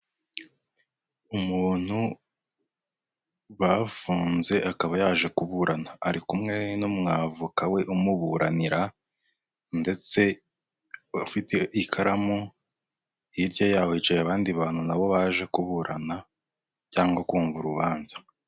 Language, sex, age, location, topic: Kinyarwanda, male, 25-35, Huye, government